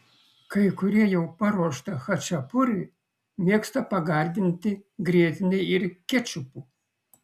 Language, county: Lithuanian, Kaunas